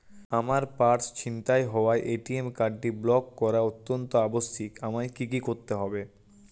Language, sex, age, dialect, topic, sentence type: Bengali, male, 18-24, Jharkhandi, banking, question